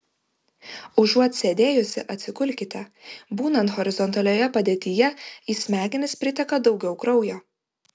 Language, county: Lithuanian, Vilnius